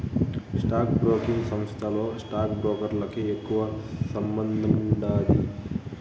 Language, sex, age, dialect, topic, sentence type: Telugu, male, 31-35, Southern, banking, statement